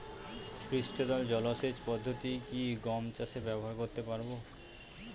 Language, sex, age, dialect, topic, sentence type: Bengali, male, 18-24, Northern/Varendri, agriculture, question